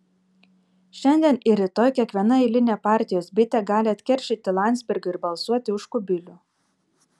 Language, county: Lithuanian, Kaunas